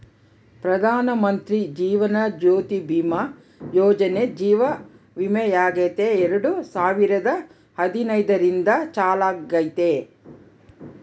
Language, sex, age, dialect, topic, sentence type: Kannada, female, 31-35, Central, banking, statement